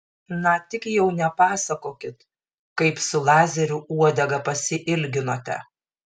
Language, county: Lithuanian, Šiauliai